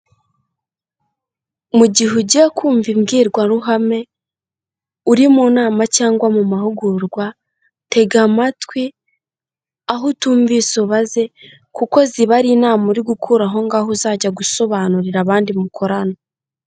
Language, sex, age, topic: Kinyarwanda, female, 18-24, health